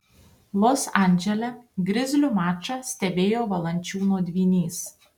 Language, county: Lithuanian, Tauragė